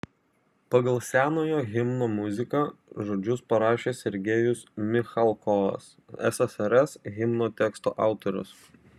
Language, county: Lithuanian, Vilnius